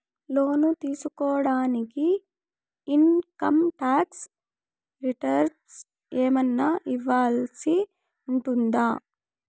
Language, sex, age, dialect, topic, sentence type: Telugu, female, 18-24, Southern, banking, question